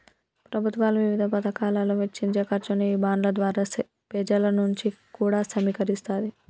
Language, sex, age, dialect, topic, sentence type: Telugu, female, 25-30, Telangana, banking, statement